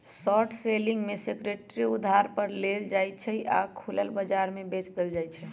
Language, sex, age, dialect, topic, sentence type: Magahi, male, 18-24, Western, banking, statement